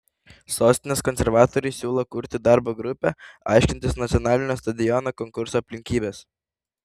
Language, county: Lithuanian, Vilnius